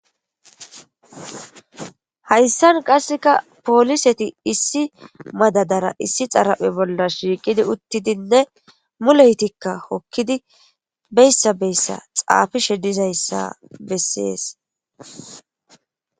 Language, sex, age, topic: Gamo, female, 25-35, government